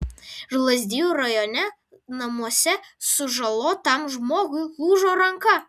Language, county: Lithuanian, Vilnius